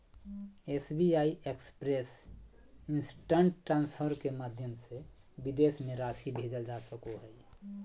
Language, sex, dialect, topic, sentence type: Magahi, male, Southern, banking, statement